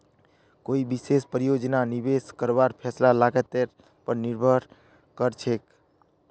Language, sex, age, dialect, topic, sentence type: Magahi, male, 25-30, Northeastern/Surjapuri, banking, statement